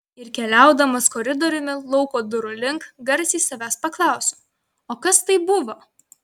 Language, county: Lithuanian, Vilnius